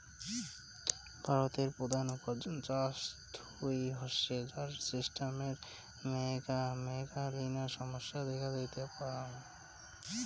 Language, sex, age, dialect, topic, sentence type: Bengali, male, 18-24, Rajbangshi, agriculture, statement